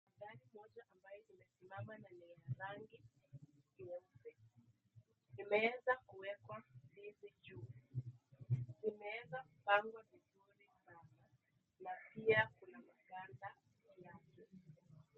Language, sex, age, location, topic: Swahili, female, 18-24, Nakuru, agriculture